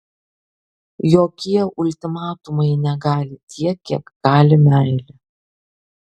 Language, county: Lithuanian, Kaunas